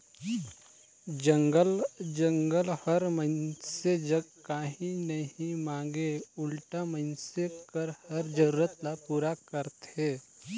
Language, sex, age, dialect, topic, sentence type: Chhattisgarhi, male, 18-24, Northern/Bhandar, agriculture, statement